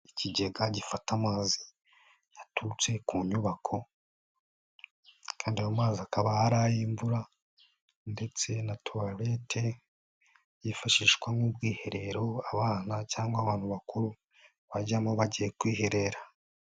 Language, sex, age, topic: Kinyarwanda, male, 18-24, education